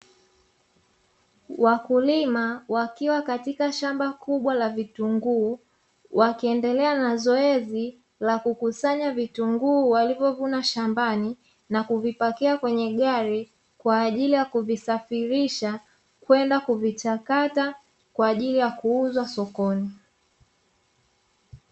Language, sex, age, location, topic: Swahili, female, 25-35, Dar es Salaam, agriculture